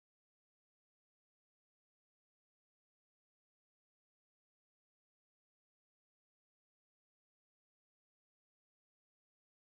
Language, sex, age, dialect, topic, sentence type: Kannada, female, 18-24, Northeastern, banking, statement